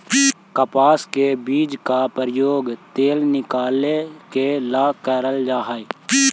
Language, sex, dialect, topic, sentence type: Magahi, male, Central/Standard, agriculture, statement